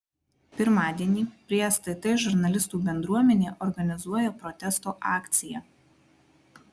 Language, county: Lithuanian, Marijampolė